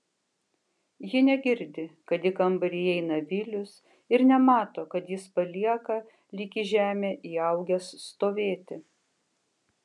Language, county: Lithuanian, Kaunas